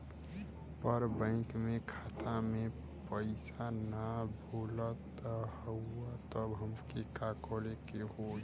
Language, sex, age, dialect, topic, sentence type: Bhojpuri, female, 18-24, Western, banking, question